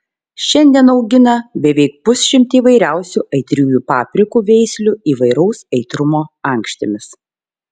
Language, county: Lithuanian, Šiauliai